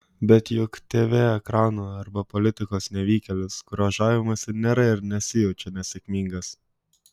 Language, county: Lithuanian, Kaunas